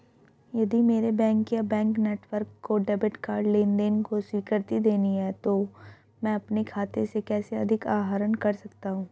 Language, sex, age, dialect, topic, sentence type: Hindi, female, 31-35, Hindustani Malvi Khadi Boli, banking, question